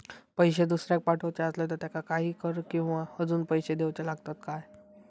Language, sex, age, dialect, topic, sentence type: Marathi, male, 18-24, Southern Konkan, banking, question